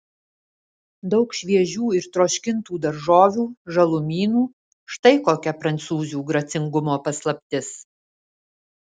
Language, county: Lithuanian, Alytus